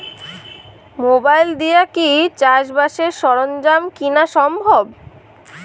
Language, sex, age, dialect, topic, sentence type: Bengali, female, 18-24, Rajbangshi, agriculture, question